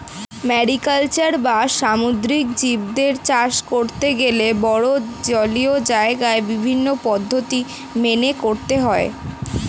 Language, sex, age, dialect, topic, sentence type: Bengali, female, <18, Standard Colloquial, agriculture, statement